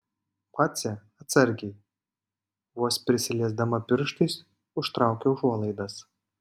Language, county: Lithuanian, Panevėžys